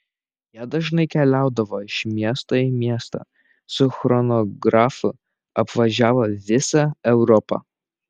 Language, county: Lithuanian, Šiauliai